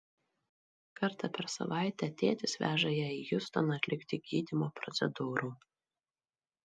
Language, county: Lithuanian, Marijampolė